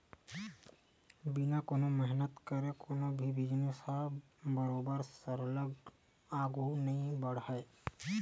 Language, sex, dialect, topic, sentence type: Chhattisgarhi, male, Western/Budati/Khatahi, banking, statement